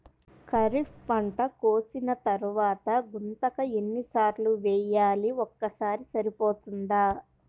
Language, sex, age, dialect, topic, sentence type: Telugu, male, 25-30, Central/Coastal, agriculture, question